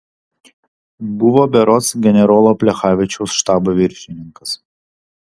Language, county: Lithuanian, Vilnius